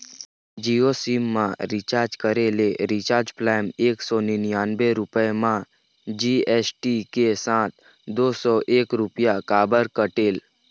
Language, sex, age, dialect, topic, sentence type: Chhattisgarhi, male, 60-100, Eastern, banking, question